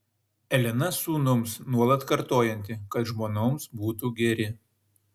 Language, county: Lithuanian, Šiauliai